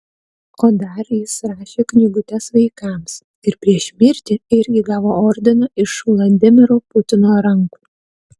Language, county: Lithuanian, Utena